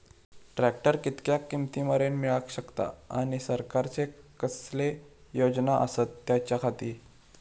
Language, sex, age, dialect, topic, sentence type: Marathi, male, 18-24, Southern Konkan, agriculture, question